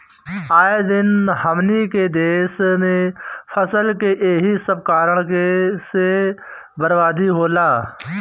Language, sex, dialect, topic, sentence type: Bhojpuri, male, Northern, agriculture, statement